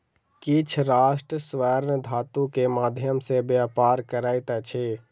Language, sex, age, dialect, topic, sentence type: Maithili, male, 60-100, Southern/Standard, banking, statement